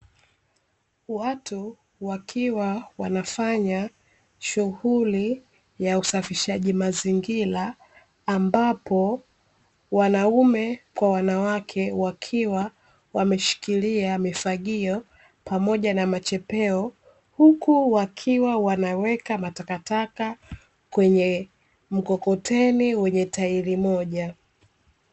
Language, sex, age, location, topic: Swahili, female, 25-35, Dar es Salaam, government